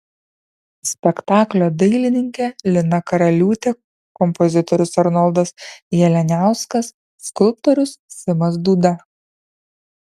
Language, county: Lithuanian, Kaunas